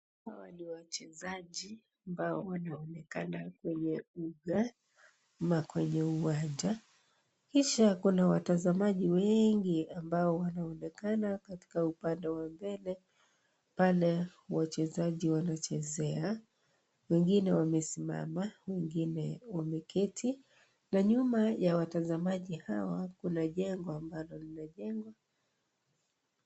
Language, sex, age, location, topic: Swahili, female, 36-49, Kisii, government